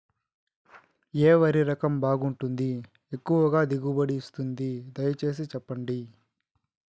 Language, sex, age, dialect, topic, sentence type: Telugu, male, 36-40, Southern, agriculture, question